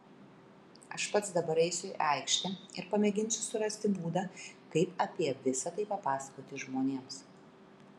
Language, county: Lithuanian, Kaunas